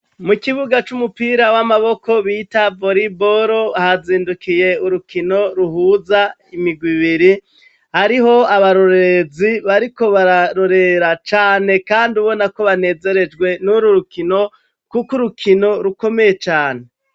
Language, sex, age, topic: Rundi, male, 36-49, education